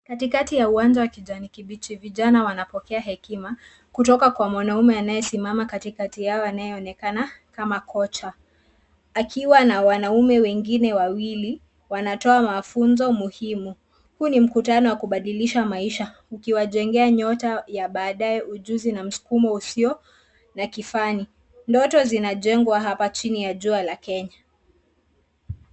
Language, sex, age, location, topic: Swahili, female, 25-35, Nairobi, education